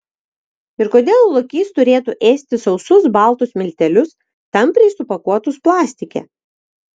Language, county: Lithuanian, Vilnius